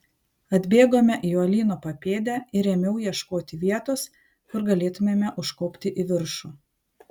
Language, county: Lithuanian, Panevėžys